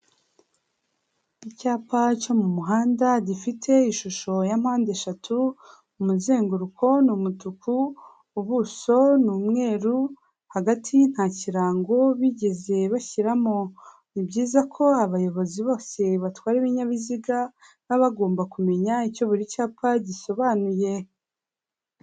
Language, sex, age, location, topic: Kinyarwanda, female, 18-24, Huye, government